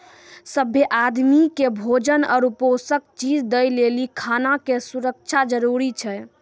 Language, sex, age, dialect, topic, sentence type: Maithili, female, 18-24, Angika, agriculture, statement